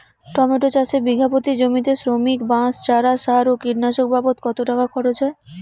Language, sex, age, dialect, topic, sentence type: Bengali, female, 18-24, Rajbangshi, agriculture, question